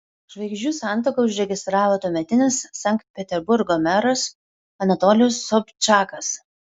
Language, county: Lithuanian, Kaunas